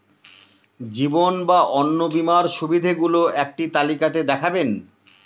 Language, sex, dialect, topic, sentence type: Bengali, male, Northern/Varendri, banking, question